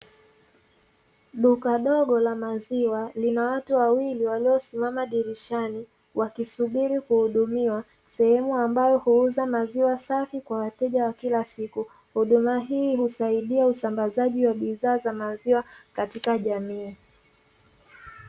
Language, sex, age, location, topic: Swahili, female, 18-24, Dar es Salaam, finance